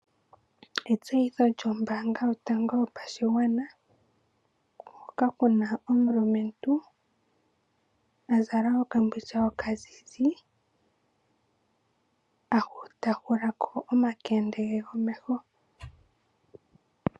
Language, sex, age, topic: Oshiwambo, female, 18-24, finance